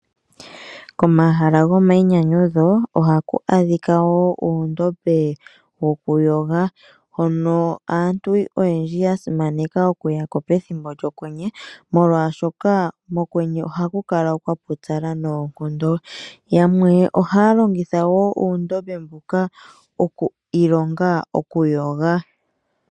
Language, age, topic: Oshiwambo, 25-35, agriculture